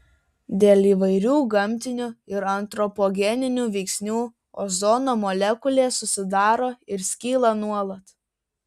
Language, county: Lithuanian, Vilnius